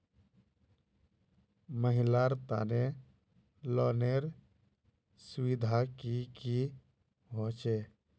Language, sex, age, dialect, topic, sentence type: Magahi, male, 25-30, Northeastern/Surjapuri, banking, question